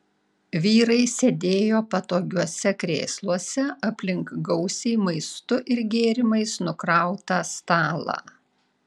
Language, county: Lithuanian, Panevėžys